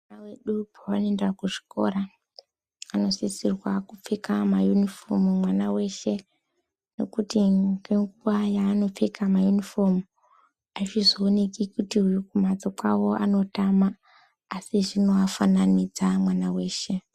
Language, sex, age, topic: Ndau, female, 18-24, education